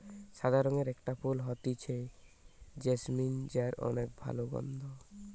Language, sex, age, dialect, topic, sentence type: Bengali, male, 18-24, Western, agriculture, statement